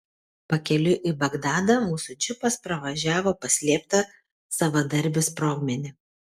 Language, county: Lithuanian, Kaunas